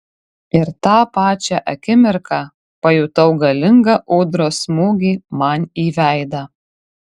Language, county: Lithuanian, Kaunas